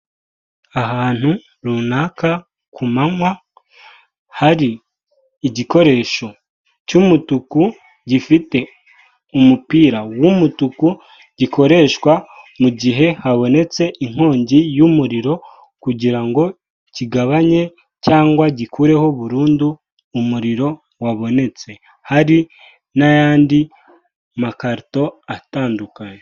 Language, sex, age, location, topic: Kinyarwanda, male, 18-24, Kigali, government